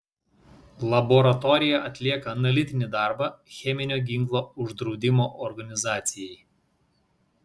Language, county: Lithuanian, Vilnius